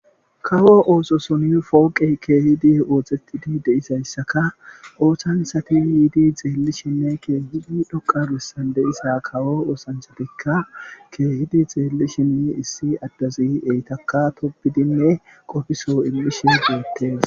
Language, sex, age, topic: Gamo, male, 36-49, government